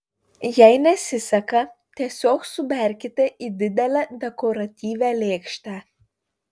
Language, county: Lithuanian, Panevėžys